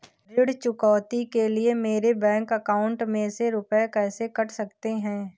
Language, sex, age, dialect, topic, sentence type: Hindi, female, 18-24, Kanauji Braj Bhasha, banking, question